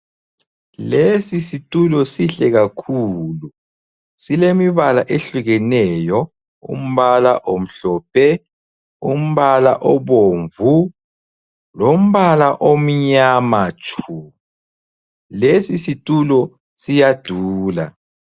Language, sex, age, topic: North Ndebele, male, 25-35, health